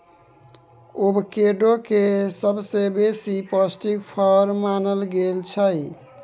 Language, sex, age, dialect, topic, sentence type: Maithili, male, 18-24, Bajjika, agriculture, statement